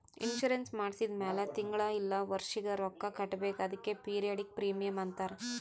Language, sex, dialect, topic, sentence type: Kannada, female, Northeastern, banking, statement